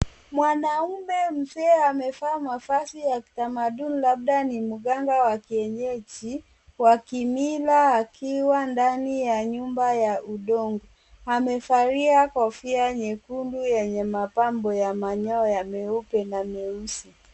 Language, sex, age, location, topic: Swahili, female, 36-49, Kisumu, health